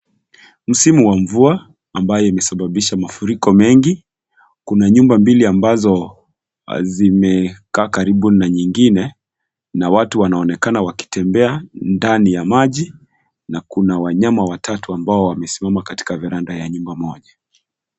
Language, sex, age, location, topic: Swahili, male, 25-35, Kisii, health